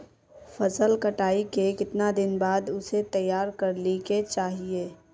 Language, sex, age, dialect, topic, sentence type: Magahi, female, 18-24, Northeastern/Surjapuri, agriculture, question